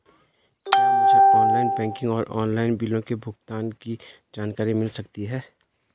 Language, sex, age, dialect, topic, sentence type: Hindi, male, 25-30, Garhwali, banking, question